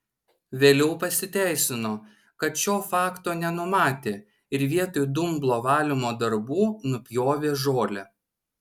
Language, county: Lithuanian, Šiauliai